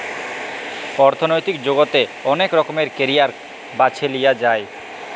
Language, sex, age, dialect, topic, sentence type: Bengali, male, 18-24, Jharkhandi, banking, statement